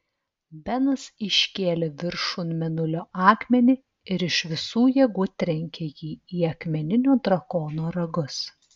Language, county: Lithuanian, Telšiai